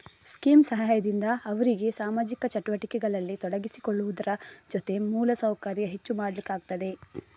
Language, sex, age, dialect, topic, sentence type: Kannada, female, 25-30, Coastal/Dakshin, banking, statement